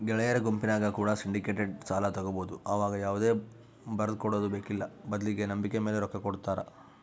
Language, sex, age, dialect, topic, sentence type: Kannada, male, 46-50, Central, banking, statement